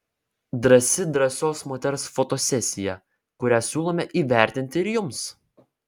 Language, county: Lithuanian, Vilnius